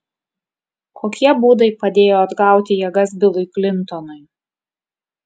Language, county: Lithuanian, Kaunas